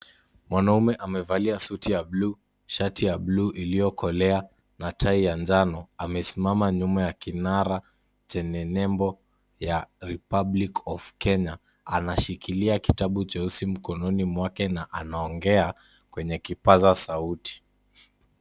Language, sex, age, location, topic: Swahili, male, 18-24, Kisumu, government